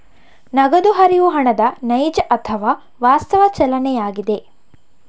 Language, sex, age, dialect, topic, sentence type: Kannada, female, 51-55, Coastal/Dakshin, banking, statement